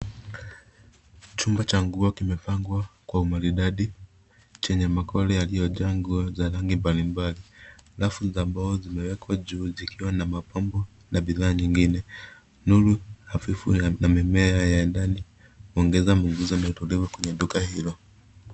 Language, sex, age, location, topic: Swahili, male, 25-35, Nairobi, finance